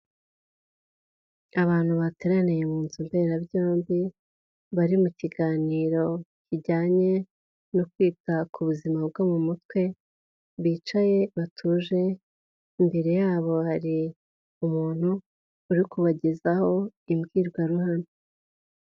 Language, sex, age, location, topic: Kinyarwanda, female, 18-24, Huye, health